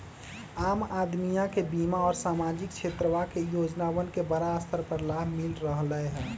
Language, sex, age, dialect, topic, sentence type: Magahi, male, 18-24, Western, banking, statement